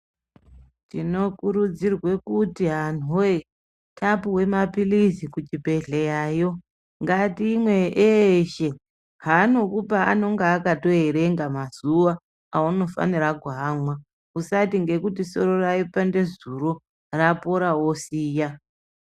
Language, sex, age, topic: Ndau, male, 18-24, health